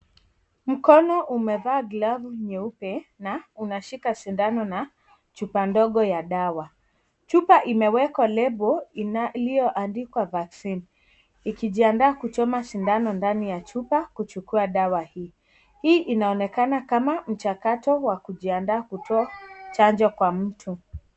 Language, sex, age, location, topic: Swahili, female, 18-24, Kisii, health